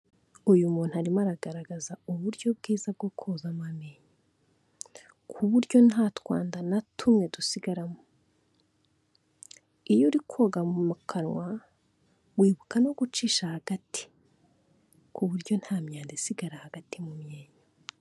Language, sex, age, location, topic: Kinyarwanda, female, 18-24, Kigali, health